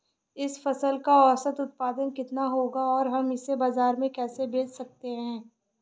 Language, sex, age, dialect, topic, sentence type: Hindi, female, 25-30, Awadhi Bundeli, agriculture, question